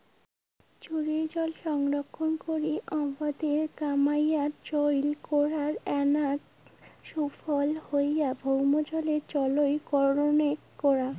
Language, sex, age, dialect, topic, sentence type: Bengali, female, <18, Rajbangshi, agriculture, statement